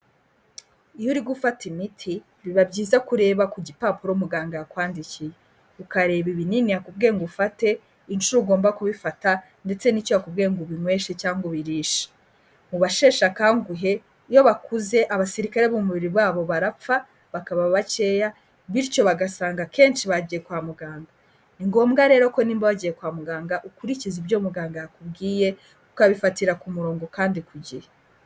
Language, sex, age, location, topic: Kinyarwanda, female, 18-24, Kigali, health